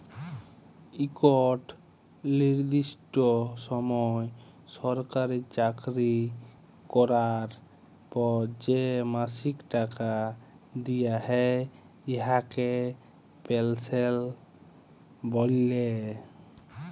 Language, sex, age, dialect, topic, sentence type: Bengali, male, 25-30, Jharkhandi, banking, statement